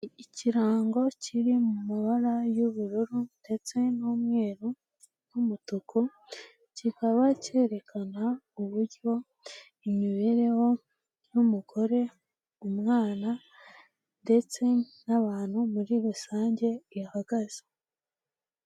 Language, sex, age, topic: Kinyarwanda, female, 18-24, health